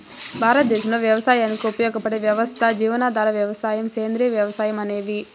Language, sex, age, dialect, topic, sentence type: Telugu, female, 51-55, Southern, agriculture, statement